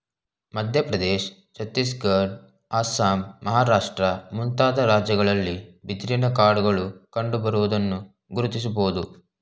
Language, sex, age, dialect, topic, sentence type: Kannada, male, 18-24, Mysore Kannada, agriculture, statement